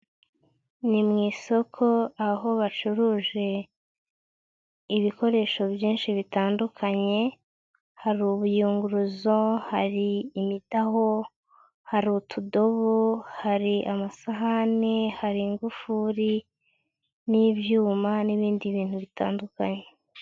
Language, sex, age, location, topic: Kinyarwanda, female, 18-24, Nyagatare, finance